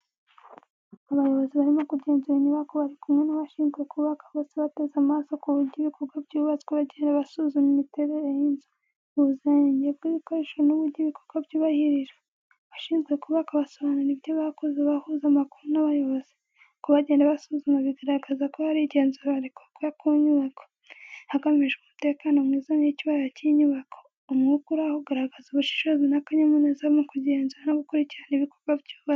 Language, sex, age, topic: Kinyarwanda, female, 18-24, education